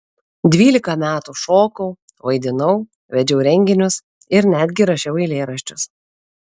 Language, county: Lithuanian, Kaunas